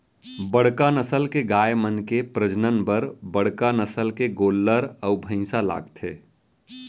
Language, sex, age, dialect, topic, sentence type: Chhattisgarhi, male, 31-35, Central, agriculture, statement